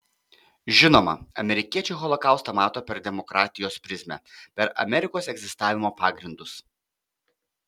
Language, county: Lithuanian, Panevėžys